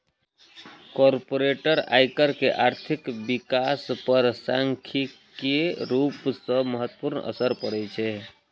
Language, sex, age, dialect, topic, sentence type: Maithili, male, 31-35, Eastern / Thethi, banking, statement